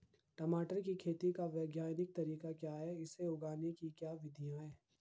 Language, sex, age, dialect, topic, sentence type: Hindi, male, 51-55, Garhwali, agriculture, question